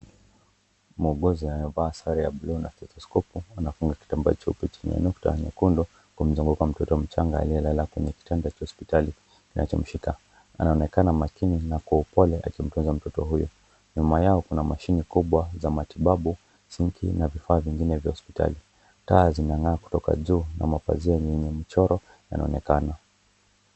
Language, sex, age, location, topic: Swahili, male, 25-35, Nakuru, health